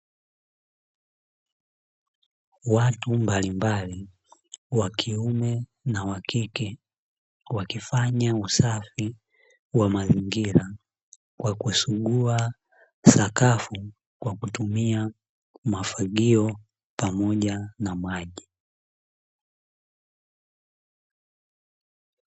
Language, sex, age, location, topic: Swahili, male, 25-35, Dar es Salaam, government